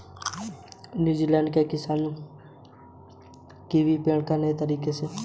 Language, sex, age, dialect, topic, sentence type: Hindi, male, 18-24, Hindustani Malvi Khadi Boli, agriculture, statement